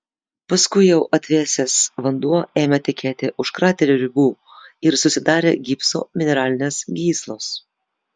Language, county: Lithuanian, Vilnius